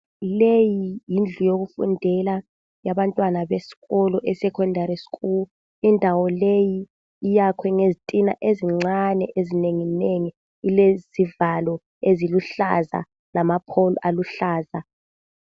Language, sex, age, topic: North Ndebele, female, 18-24, education